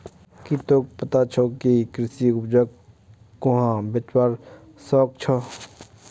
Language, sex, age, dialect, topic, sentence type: Magahi, male, 18-24, Northeastern/Surjapuri, agriculture, statement